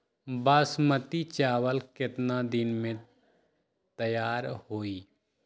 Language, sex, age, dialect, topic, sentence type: Magahi, male, 60-100, Western, agriculture, question